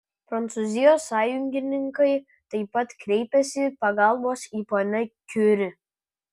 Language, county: Lithuanian, Kaunas